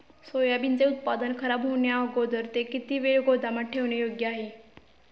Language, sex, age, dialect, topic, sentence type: Marathi, female, 18-24, Standard Marathi, agriculture, question